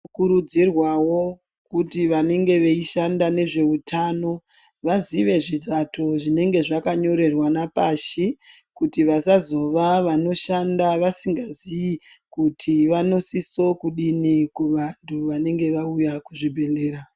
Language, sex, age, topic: Ndau, female, 25-35, health